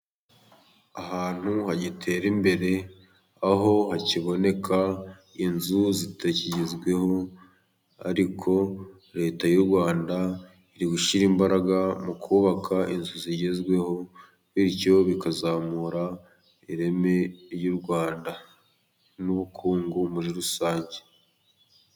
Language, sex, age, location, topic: Kinyarwanda, male, 18-24, Musanze, finance